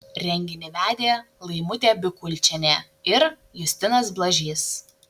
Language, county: Lithuanian, Šiauliai